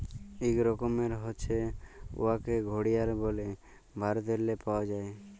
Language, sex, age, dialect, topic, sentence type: Bengali, male, 41-45, Jharkhandi, agriculture, statement